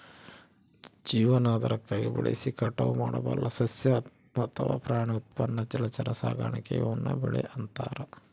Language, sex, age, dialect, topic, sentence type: Kannada, male, 46-50, Central, agriculture, statement